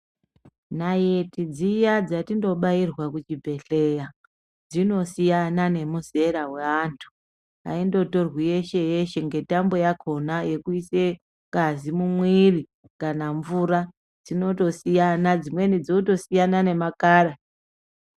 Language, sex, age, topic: Ndau, female, 25-35, health